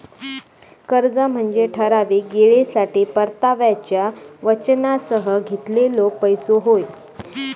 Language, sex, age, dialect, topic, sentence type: Marathi, female, 31-35, Southern Konkan, banking, statement